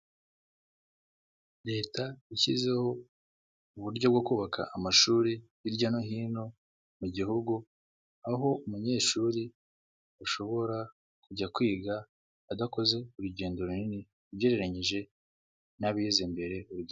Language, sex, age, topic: Kinyarwanda, male, 25-35, government